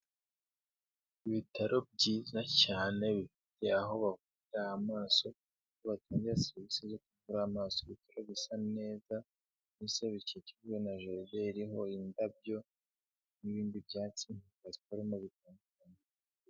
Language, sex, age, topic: Kinyarwanda, male, 18-24, health